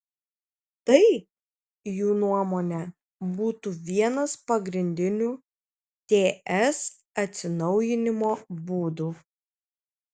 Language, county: Lithuanian, Kaunas